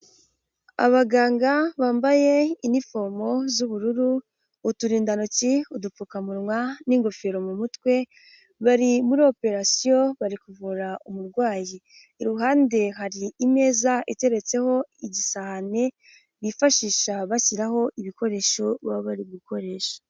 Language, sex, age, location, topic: Kinyarwanda, female, 18-24, Huye, health